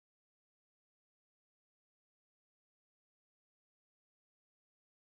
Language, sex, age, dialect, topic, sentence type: Telugu, female, 18-24, Southern, banking, statement